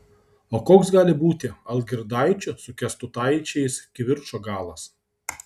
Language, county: Lithuanian, Kaunas